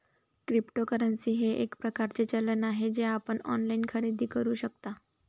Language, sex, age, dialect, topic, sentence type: Marathi, female, 18-24, Varhadi, banking, statement